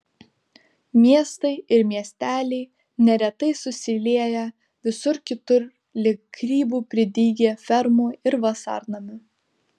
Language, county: Lithuanian, Vilnius